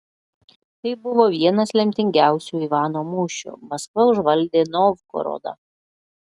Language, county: Lithuanian, Klaipėda